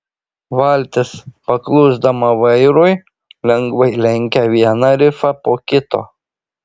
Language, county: Lithuanian, Šiauliai